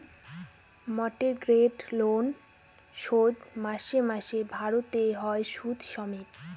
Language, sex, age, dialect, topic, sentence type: Bengali, female, 18-24, Northern/Varendri, banking, statement